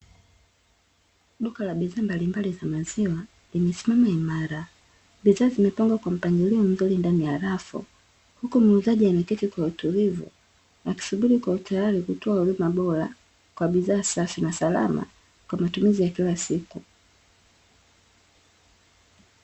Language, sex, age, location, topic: Swahili, female, 25-35, Dar es Salaam, finance